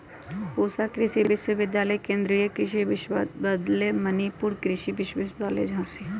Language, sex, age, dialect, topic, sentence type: Magahi, female, 18-24, Western, agriculture, statement